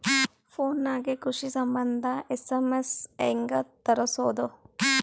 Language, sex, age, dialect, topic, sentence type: Kannada, female, 18-24, Northeastern, agriculture, question